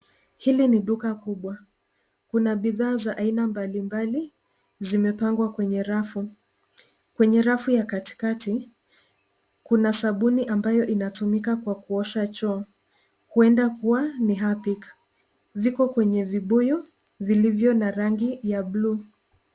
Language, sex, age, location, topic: Swahili, female, 50+, Nairobi, finance